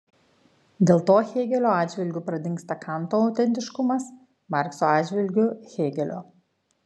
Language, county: Lithuanian, Kaunas